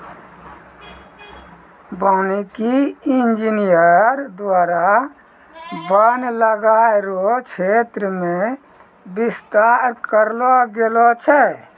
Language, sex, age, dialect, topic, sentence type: Maithili, male, 56-60, Angika, agriculture, statement